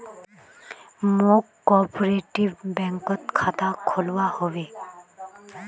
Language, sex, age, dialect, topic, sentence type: Magahi, female, 18-24, Northeastern/Surjapuri, banking, statement